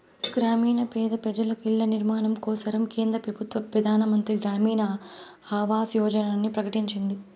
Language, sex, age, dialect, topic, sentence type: Telugu, female, 18-24, Southern, banking, statement